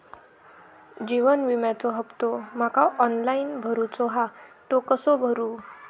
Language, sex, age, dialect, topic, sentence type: Marathi, female, 18-24, Southern Konkan, banking, question